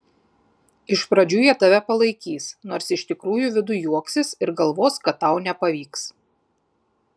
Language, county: Lithuanian, Klaipėda